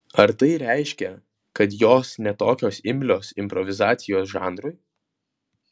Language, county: Lithuanian, Vilnius